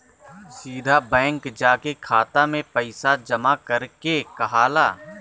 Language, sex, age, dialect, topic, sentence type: Bhojpuri, male, 31-35, Southern / Standard, banking, statement